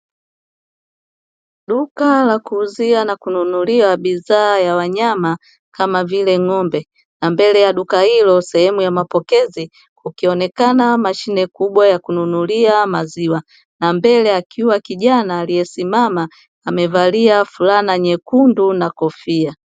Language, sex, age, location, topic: Swahili, female, 25-35, Dar es Salaam, finance